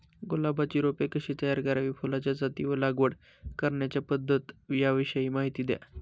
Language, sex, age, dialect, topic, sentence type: Marathi, male, 25-30, Northern Konkan, agriculture, question